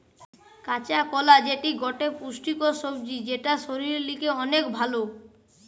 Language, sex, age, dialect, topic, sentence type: Bengali, male, 25-30, Western, agriculture, statement